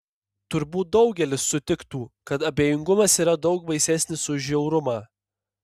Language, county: Lithuanian, Panevėžys